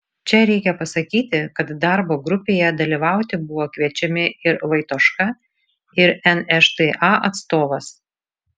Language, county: Lithuanian, Šiauliai